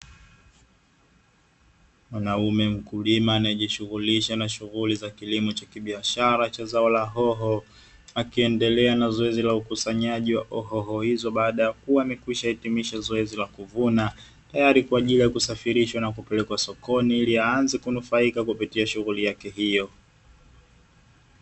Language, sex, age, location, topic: Swahili, male, 25-35, Dar es Salaam, agriculture